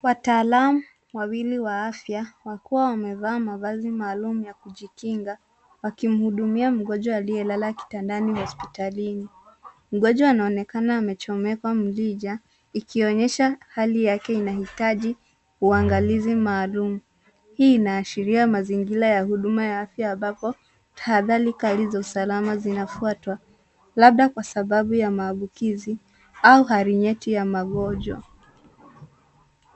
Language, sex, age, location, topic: Swahili, female, 18-24, Nairobi, health